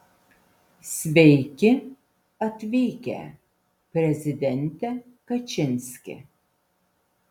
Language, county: Lithuanian, Vilnius